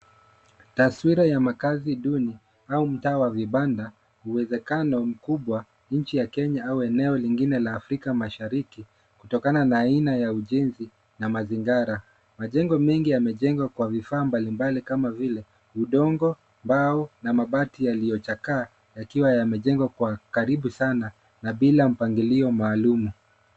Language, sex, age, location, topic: Swahili, male, 25-35, Nairobi, government